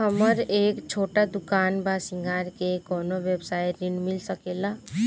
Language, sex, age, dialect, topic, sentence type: Bhojpuri, female, 25-30, Northern, banking, question